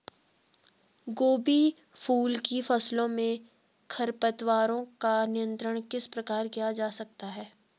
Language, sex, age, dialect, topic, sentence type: Hindi, female, 18-24, Garhwali, agriculture, question